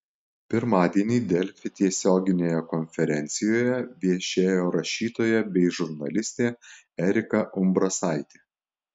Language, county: Lithuanian, Alytus